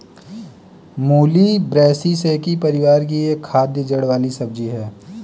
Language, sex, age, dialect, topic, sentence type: Hindi, male, 18-24, Kanauji Braj Bhasha, agriculture, statement